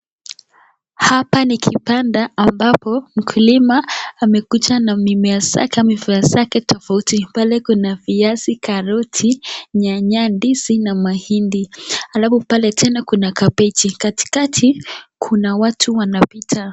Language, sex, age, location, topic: Swahili, female, 18-24, Nakuru, finance